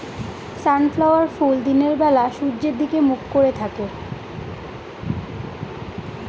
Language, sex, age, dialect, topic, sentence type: Bengali, female, 25-30, Northern/Varendri, agriculture, statement